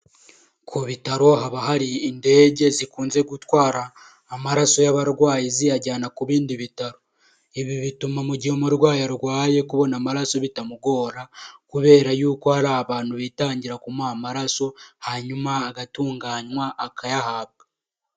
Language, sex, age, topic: Kinyarwanda, male, 18-24, health